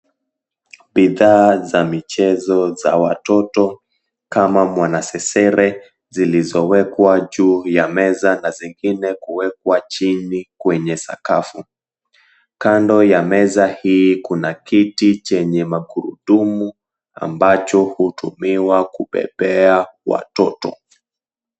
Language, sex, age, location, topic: Swahili, male, 18-24, Mombasa, government